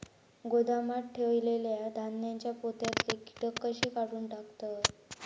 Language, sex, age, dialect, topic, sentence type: Marathi, female, 18-24, Southern Konkan, agriculture, question